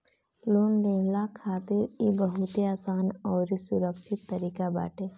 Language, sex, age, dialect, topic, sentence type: Bhojpuri, female, 25-30, Northern, banking, statement